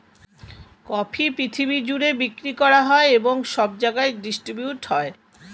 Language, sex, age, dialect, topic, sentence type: Bengali, female, 51-55, Standard Colloquial, agriculture, statement